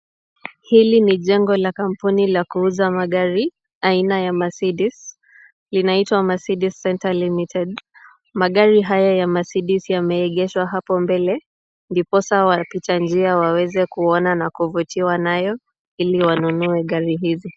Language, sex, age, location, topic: Swahili, female, 18-24, Kisumu, finance